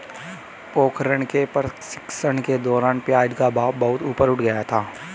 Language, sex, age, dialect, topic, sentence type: Hindi, male, 18-24, Hindustani Malvi Khadi Boli, agriculture, statement